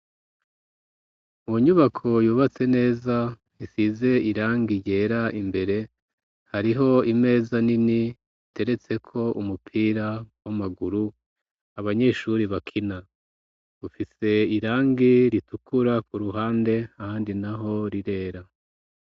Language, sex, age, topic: Rundi, male, 36-49, education